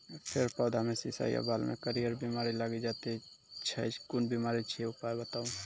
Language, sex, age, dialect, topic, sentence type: Maithili, male, 18-24, Angika, agriculture, question